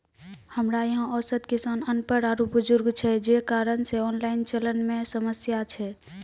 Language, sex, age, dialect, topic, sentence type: Maithili, female, 18-24, Angika, agriculture, question